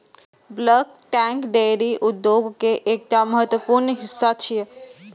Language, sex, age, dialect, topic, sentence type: Maithili, male, 18-24, Eastern / Thethi, agriculture, statement